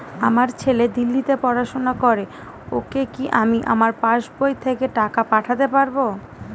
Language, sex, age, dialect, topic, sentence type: Bengali, female, 18-24, Northern/Varendri, banking, question